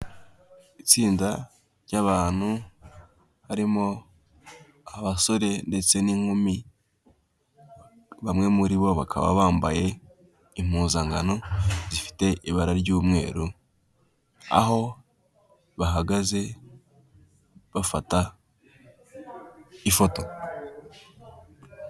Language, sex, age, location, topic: Kinyarwanda, male, 18-24, Kigali, health